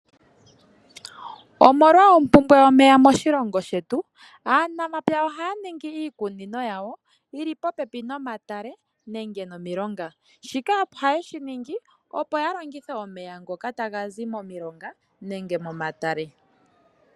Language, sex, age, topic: Oshiwambo, female, 25-35, agriculture